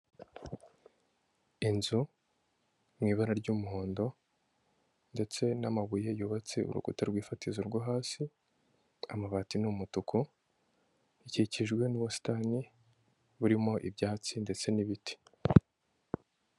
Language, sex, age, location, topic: Kinyarwanda, female, 25-35, Kigali, government